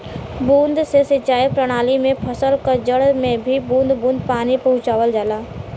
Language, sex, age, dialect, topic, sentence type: Bhojpuri, female, 18-24, Western, agriculture, statement